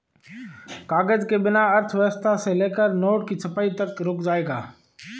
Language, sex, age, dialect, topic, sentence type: Hindi, female, 18-24, Marwari Dhudhari, agriculture, statement